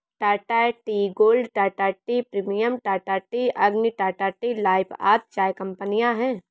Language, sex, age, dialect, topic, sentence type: Hindi, female, 18-24, Marwari Dhudhari, agriculture, statement